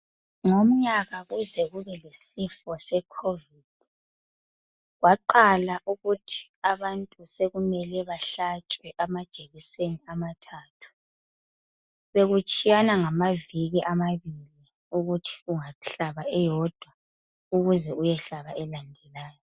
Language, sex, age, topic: North Ndebele, female, 25-35, health